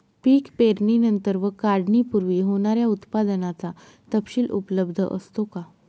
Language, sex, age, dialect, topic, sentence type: Marathi, female, 25-30, Northern Konkan, agriculture, question